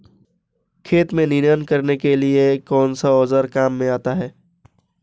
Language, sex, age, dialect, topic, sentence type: Hindi, female, 18-24, Marwari Dhudhari, agriculture, question